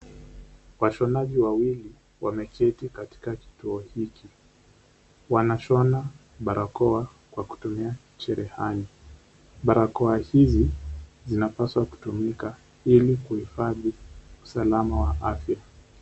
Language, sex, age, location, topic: Swahili, male, 18-24, Kisumu, health